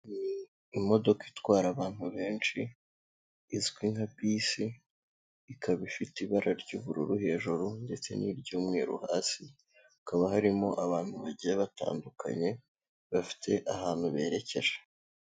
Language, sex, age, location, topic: Kinyarwanda, male, 18-24, Kigali, government